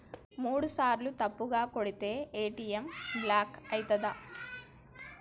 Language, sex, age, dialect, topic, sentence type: Telugu, female, 25-30, Telangana, banking, question